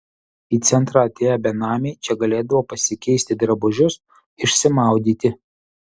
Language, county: Lithuanian, Utena